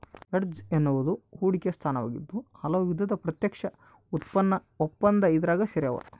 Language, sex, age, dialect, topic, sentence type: Kannada, male, 18-24, Central, banking, statement